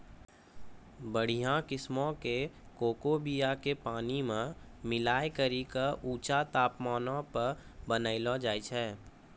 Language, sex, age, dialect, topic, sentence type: Maithili, male, 51-55, Angika, agriculture, statement